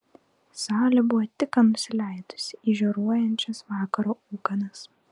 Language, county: Lithuanian, Klaipėda